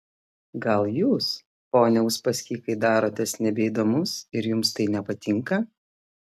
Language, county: Lithuanian, Klaipėda